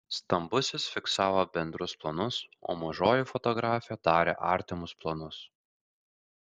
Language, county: Lithuanian, Kaunas